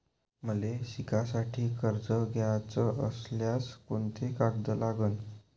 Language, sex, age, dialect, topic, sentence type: Marathi, male, 18-24, Varhadi, banking, question